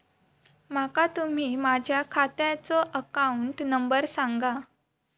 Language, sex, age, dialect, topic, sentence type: Marathi, female, 18-24, Southern Konkan, banking, question